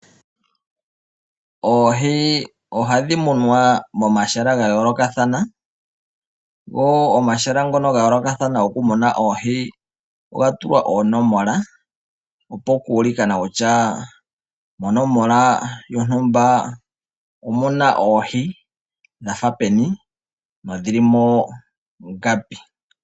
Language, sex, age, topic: Oshiwambo, male, 25-35, agriculture